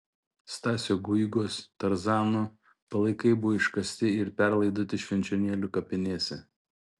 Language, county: Lithuanian, Šiauliai